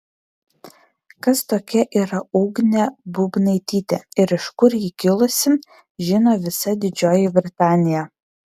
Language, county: Lithuanian, Vilnius